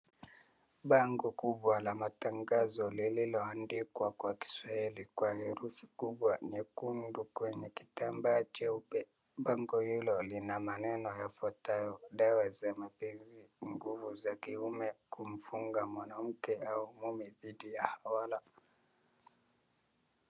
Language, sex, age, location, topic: Swahili, male, 36-49, Wajir, health